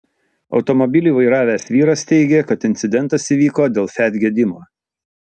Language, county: Lithuanian, Utena